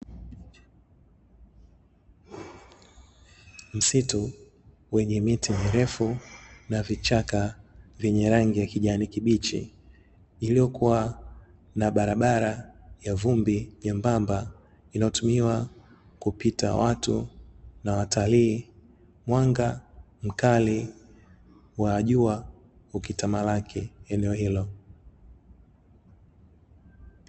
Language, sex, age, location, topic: Swahili, male, 25-35, Dar es Salaam, agriculture